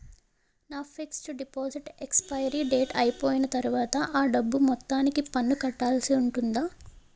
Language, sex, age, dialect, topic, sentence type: Telugu, female, 18-24, Utterandhra, banking, question